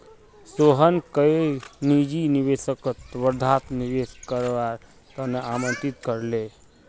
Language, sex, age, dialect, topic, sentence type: Magahi, male, 25-30, Northeastern/Surjapuri, banking, statement